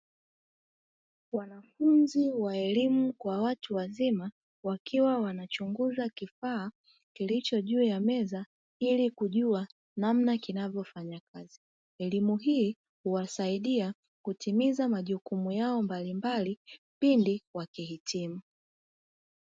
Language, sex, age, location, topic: Swahili, female, 25-35, Dar es Salaam, education